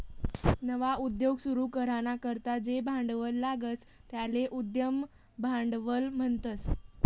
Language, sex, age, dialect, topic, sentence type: Marathi, female, 18-24, Northern Konkan, banking, statement